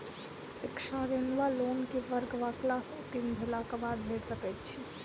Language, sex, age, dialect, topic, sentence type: Maithili, female, 25-30, Southern/Standard, banking, question